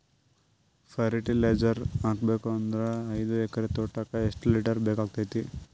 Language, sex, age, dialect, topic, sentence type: Kannada, male, 18-24, Northeastern, agriculture, question